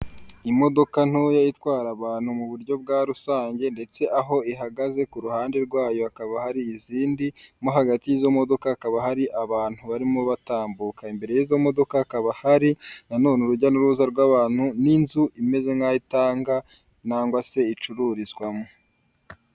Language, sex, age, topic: Kinyarwanda, male, 25-35, government